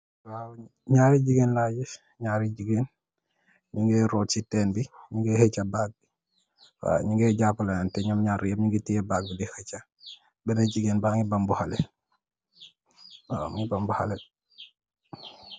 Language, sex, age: Wolof, male, 18-24